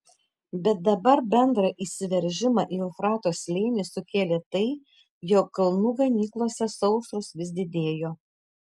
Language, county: Lithuanian, Tauragė